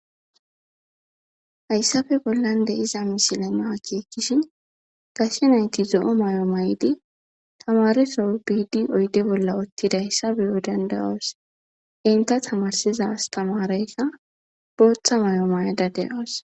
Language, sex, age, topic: Gamo, female, 18-24, government